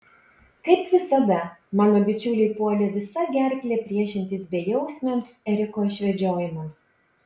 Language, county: Lithuanian, Panevėžys